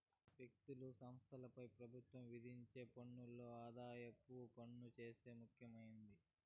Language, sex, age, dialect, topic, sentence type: Telugu, female, 18-24, Southern, banking, statement